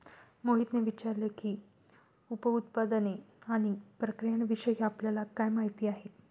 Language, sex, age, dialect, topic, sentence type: Marathi, female, 31-35, Standard Marathi, agriculture, statement